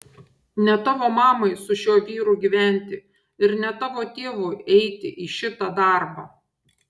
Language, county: Lithuanian, Šiauliai